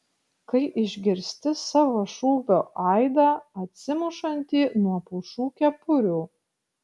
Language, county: Lithuanian, Kaunas